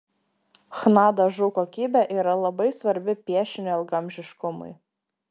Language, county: Lithuanian, Klaipėda